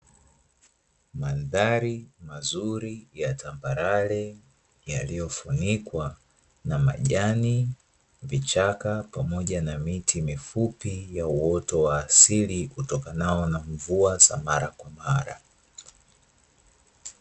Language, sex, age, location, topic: Swahili, male, 25-35, Dar es Salaam, agriculture